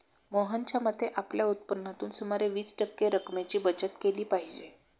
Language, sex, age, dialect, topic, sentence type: Marathi, female, 56-60, Standard Marathi, banking, statement